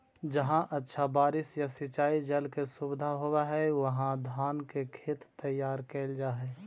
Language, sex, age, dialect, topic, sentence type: Magahi, male, 25-30, Central/Standard, agriculture, statement